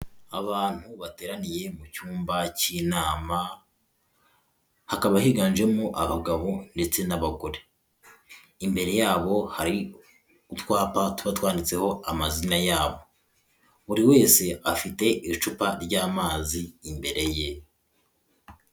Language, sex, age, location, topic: Kinyarwanda, male, 18-24, Kigali, health